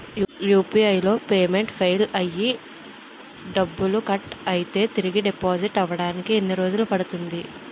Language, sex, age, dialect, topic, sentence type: Telugu, female, 18-24, Utterandhra, banking, question